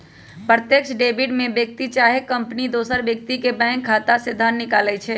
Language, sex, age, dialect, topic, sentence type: Magahi, female, 25-30, Western, banking, statement